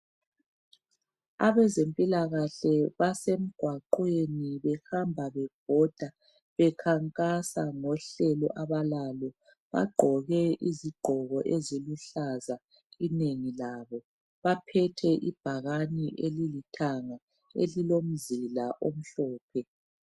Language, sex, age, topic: North Ndebele, female, 36-49, health